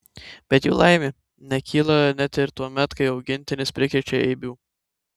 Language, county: Lithuanian, Tauragė